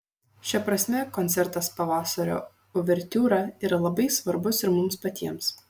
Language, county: Lithuanian, Šiauliai